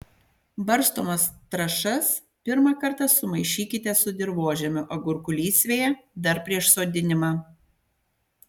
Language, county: Lithuanian, Panevėžys